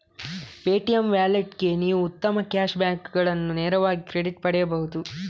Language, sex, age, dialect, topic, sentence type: Kannada, male, 31-35, Coastal/Dakshin, banking, statement